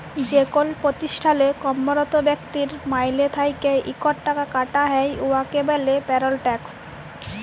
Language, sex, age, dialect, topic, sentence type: Bengali, female, 18-24, Jharkhandi, banking, statement